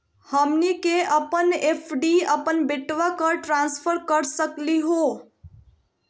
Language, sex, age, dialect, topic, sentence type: Magahi, female, 18-24, Southern, banking, question